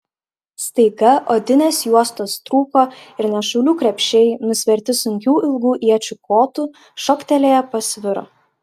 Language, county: Lithuanian, Klaipėda